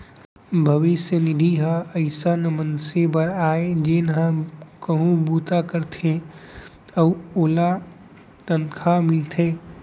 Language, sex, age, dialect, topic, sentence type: Chhattisgarhi, male, 18-24, Central, banking, statement